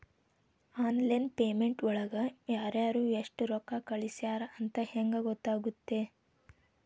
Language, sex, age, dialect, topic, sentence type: Kannada, female, 18-24, Dharwad Kannada, banking, question